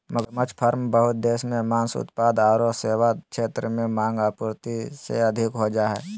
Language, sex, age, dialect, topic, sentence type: Magahi, male, 18-24, Southern, agriculture, statement